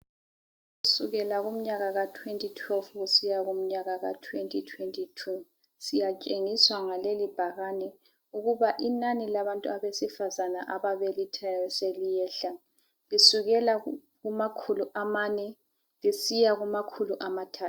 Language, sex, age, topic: North Ndebele, female, 25-35, health